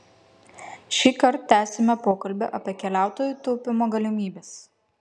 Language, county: Lithuanian, Kaunas